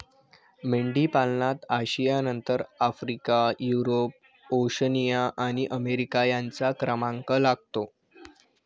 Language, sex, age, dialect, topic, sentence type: Marathi, male, 25-30, Standard Marathi, agriculture, statement